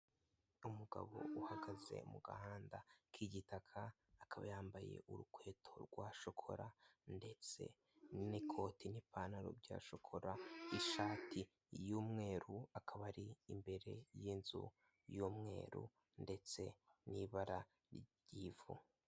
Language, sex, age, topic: Kinyarwanda, male, 18-24, finance